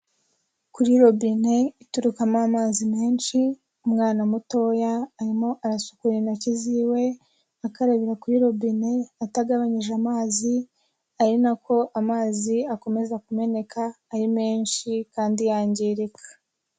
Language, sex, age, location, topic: Kinyarwanda, female, 18-24, Kigali, health